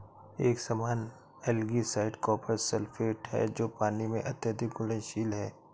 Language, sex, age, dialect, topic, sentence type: Hindi, male, 18-24, Awadhi Bundeli, agriculture, statement